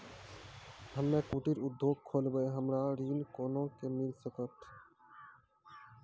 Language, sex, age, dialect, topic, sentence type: Maithili, male, 18-24, Angika, banking, question